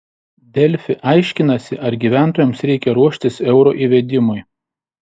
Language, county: Lithuanian, Šiauliai